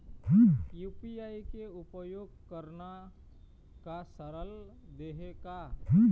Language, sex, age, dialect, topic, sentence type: Chhattisgarhi, male, 25-30, Eastern, banking, question